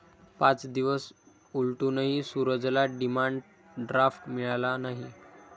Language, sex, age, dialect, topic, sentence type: Marathi, male, 46-50, Standard Marathi, banking, statement